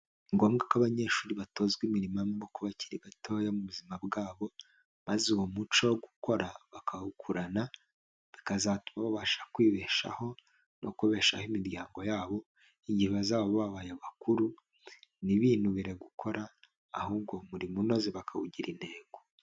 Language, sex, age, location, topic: Kinyarwanda, male, 25-35, Huye, agriculture